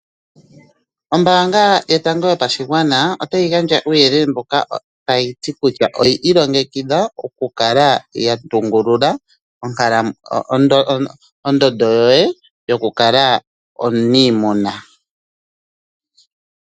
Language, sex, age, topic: Oshiwambo, male, 25-35, finance